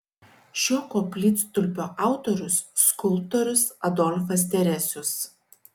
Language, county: Lithuanian, Šiauliai